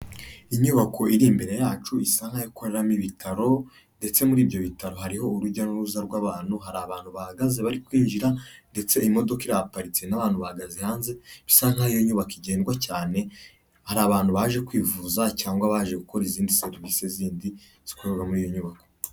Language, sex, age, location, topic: Kinyarwanda, male, 25-35, Kigali, health